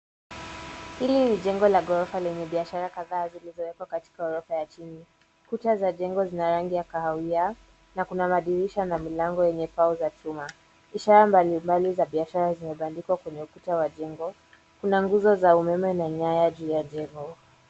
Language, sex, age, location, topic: Swahili, female, 18-24, Nairobi, finance